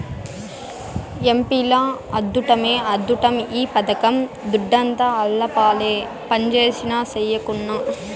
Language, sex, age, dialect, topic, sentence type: Telugu, female, 18-24, Southern, banking, statement